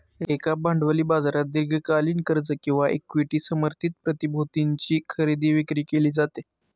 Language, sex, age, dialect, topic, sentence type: Marathi, male, 18-24, Northern Konkan, banking, statement